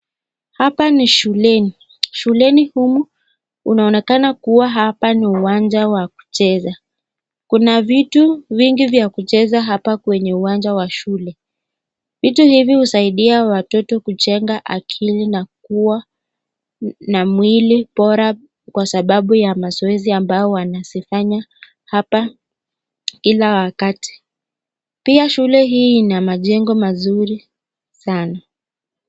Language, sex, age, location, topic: Swahili, female, 50+, Nakuru, education